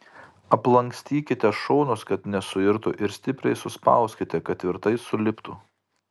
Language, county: Lithuanian, Marijampolė